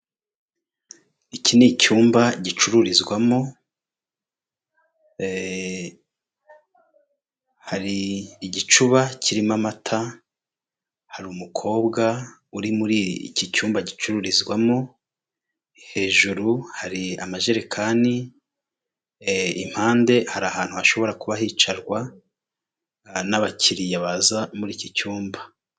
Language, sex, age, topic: Kinyarwanda, male, 36-49, finance